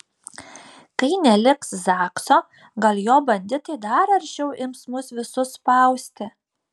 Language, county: Lithuanian, Šiauliai